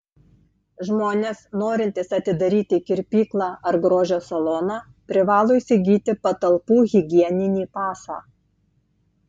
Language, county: Lithuanian, Tauragė